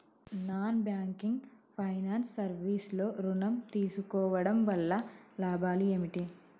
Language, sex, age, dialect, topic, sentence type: Telugu, female, 25-30, Telangana, banking, question